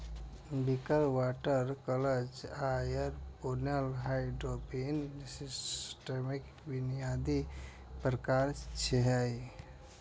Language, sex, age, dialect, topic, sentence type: Maithili, male, 25-30, Eastern / Thethi, agriculture, statement